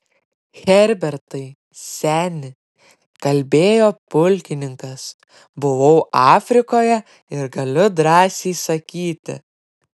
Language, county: Lithuanian, Klaipėda